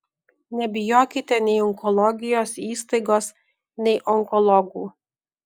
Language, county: Lithuanian, Alytus